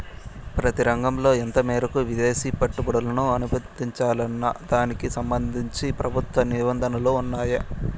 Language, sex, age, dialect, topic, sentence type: Telugu, male, 18-24, Southern, banking, question